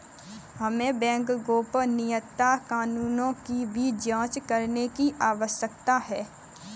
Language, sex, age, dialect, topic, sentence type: Hindi, female, 25-30, Kanauji Braj Bhasha, banking, statement